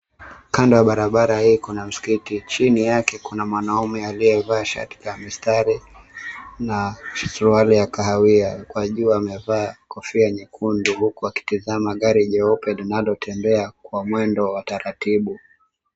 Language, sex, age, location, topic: Swahili, male, 18-24, Mombasa, government